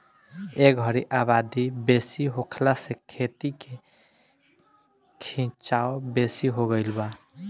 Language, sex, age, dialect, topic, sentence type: Bhojpuri, male, 25-30, Southern / Standard, agriculture, statement